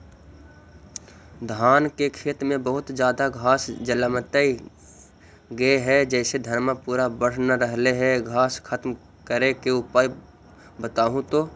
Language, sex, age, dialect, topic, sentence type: Magahi, male, 60-100, Central/Standard, agriculture, question